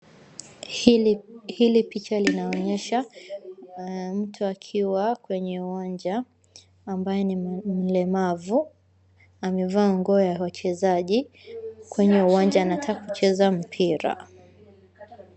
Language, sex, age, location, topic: Swahili, female, 25-35, Wajir, education